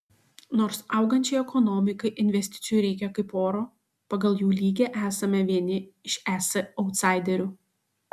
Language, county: Lithuanian, Šiauliai